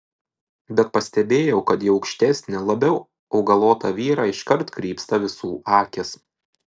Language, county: Lithuanian, Šiauliai